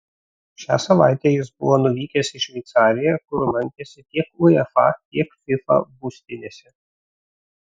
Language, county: Lithuanian, Vilnius